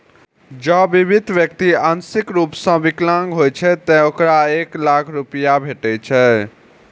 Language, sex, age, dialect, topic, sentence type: Maithili, male, 51-55, Eastern / Thethi, banking, statement